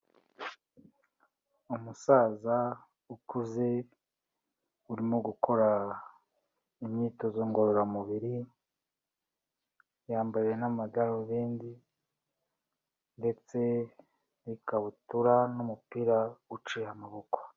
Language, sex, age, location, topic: Kinyarwanda, male, 36-49, Kigali, health